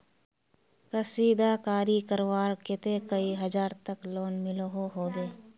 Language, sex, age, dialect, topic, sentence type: Magahi, female, 18-24, Northeastern/Surjapuri, banking, question